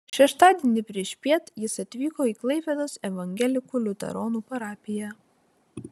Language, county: Lithuanian, Vilnius